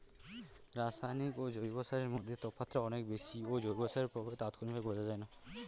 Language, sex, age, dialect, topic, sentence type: Bengali, male, 18-24, Standard Colloquial, agriculture, question